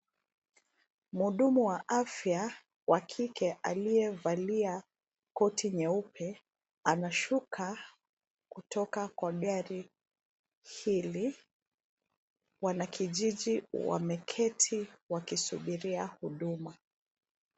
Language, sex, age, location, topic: Swahili, female, 25-35, Nairobi, health